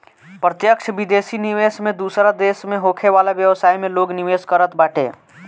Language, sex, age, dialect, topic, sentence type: Bhojpuri, male, <18, Northern, banking, statement